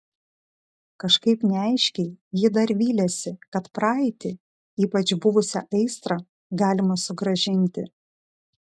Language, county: Lithuanian, Šiauliai